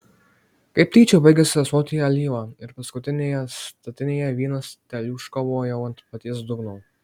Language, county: Lithuanian, Marijampolė